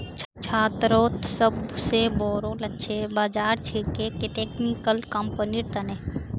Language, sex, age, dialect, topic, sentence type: Magahi, female, 51-55, Northeastern/Surjapuri, banking, statement